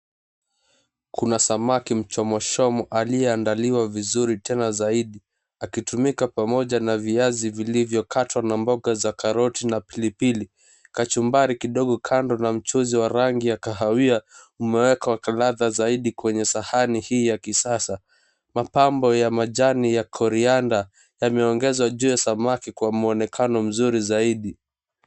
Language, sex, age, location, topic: Swahili, male, 18-24, Mombasa, agriculture